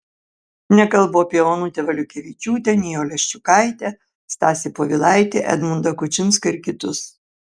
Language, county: Lithuanian, Kaunas